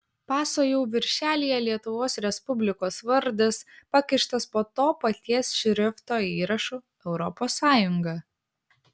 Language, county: Lithuanian, Vilnius